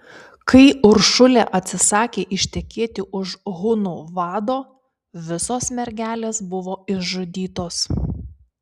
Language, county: Lithuanian, Kaunas